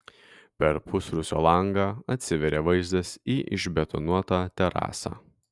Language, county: Lithuanian, Kaunas